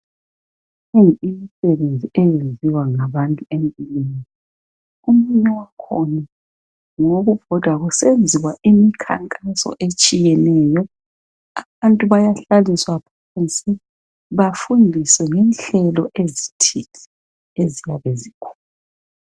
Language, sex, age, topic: North Ndebele, female, 50+, health